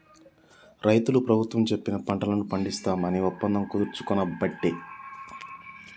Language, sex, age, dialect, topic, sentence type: Telugu, male, 31-35, Telangana, agriculture, statement